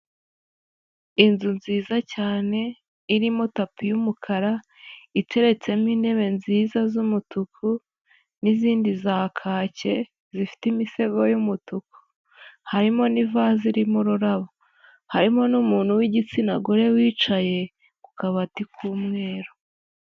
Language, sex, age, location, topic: Kinyarwanda, female, 18-24, Huye, finance